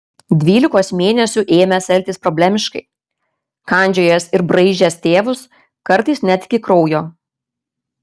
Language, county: Lithuanian, Kaunas